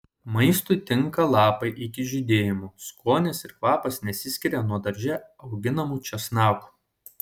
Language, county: Lithuanian, Šiauliai